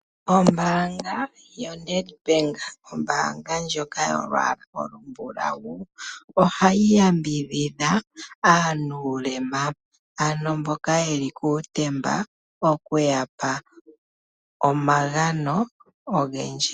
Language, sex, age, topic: Oshiwambo, male, 18-24, finance